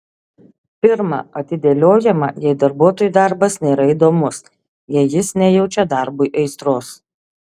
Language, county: Lithuanian, Šiauliai